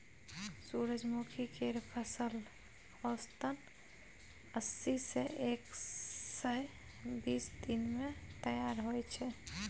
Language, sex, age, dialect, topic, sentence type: Maithili, female, 51-55, Bajjika, agriculture, statement